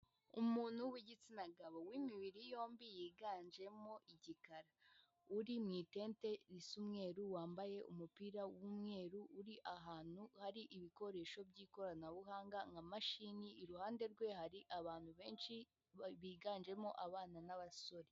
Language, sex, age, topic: Kinyarwanda, female, 18-24, government